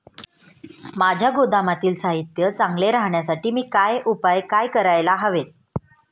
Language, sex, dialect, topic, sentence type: Marathi, female, Standard Marathi, agriculture, question